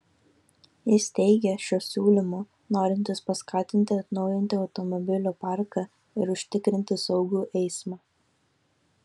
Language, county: Lithuanian, Kaunas